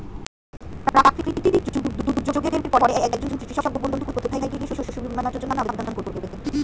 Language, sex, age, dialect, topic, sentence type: Bengali, female, 18-24, Standard Colloquial, agriculture, question